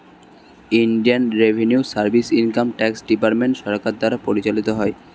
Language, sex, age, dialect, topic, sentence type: Bengali, male, 18-24, Standard Colloquial, banking, statement